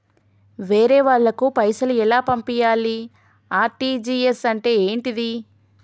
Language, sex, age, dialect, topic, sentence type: Telugu, female, 25-30, Telangana, banking, question